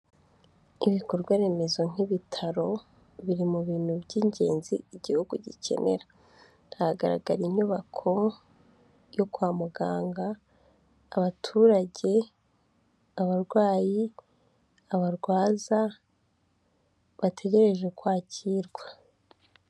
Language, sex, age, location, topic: Kinyarwanda, female, 25-35, Kigali, health